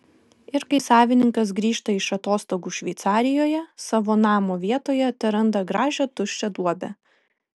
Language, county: Lithuanian, Kaunas